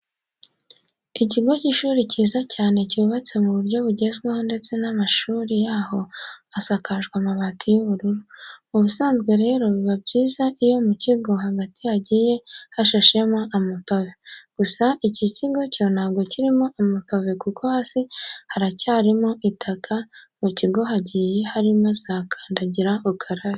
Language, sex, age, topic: Kinyarwanda, female, 18-24, education